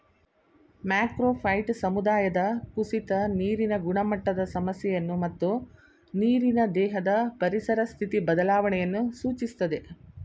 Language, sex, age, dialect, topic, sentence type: Kannada, female, 56-60, Mysore Kannada, agriculture, statement